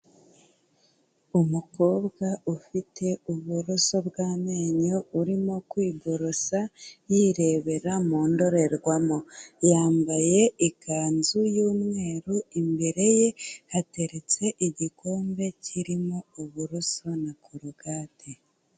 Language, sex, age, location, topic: Kinyarwanda, female, 18-24, Kigali, health